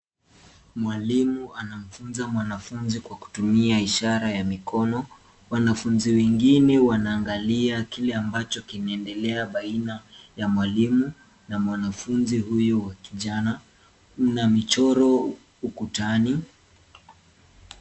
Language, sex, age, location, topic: Swahili, male, 18-24, Nairobi, education